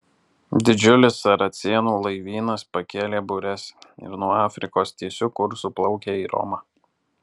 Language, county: Lithuanian, Alytus